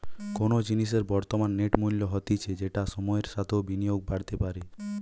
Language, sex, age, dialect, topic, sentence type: Bengali, male, 18-24, Western, banking, statement